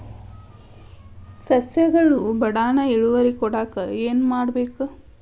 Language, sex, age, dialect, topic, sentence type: Kannada, female, 31-35, Dharwad Kannada, agriculture, question